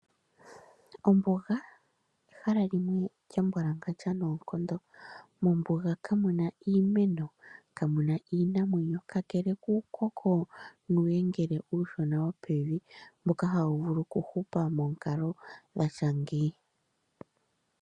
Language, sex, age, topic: Oshiwambo, female, 25-35, agriculture